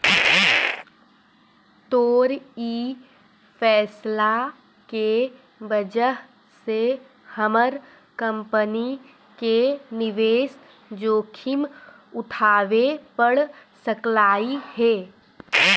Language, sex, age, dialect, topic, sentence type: Magahi, female, 25-30, Central/Standard, banking, statement